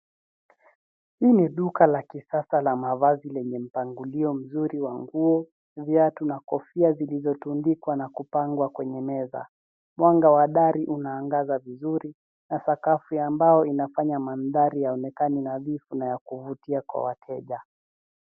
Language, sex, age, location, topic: Swahili, male, 18-24, Nairobi, finance